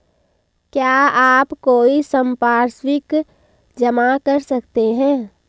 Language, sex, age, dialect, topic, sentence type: Hindi, female, 18-24, Hindustani Malvi Khadi Boli, banking, question